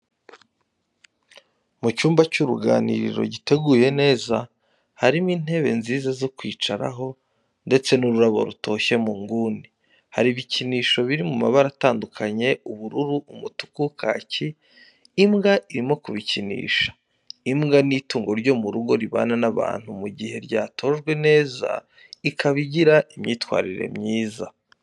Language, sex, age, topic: Kinyarwanda, male, 25-35, education